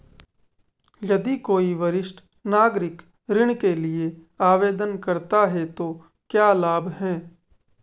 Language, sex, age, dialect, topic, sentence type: Hindi, male, 18-24, Marwari Dhudhari, banking, question